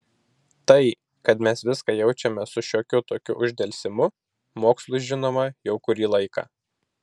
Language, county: Lithuanian, Vilnius